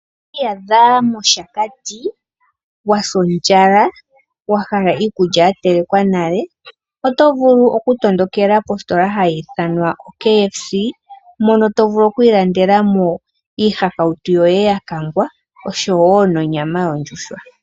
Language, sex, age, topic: Oshiwambo, female, 18-24, finance